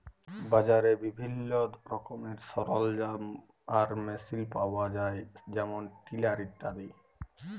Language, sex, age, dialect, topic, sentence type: Bengali, male, 18-24, Jharkhandi, agriculture, statement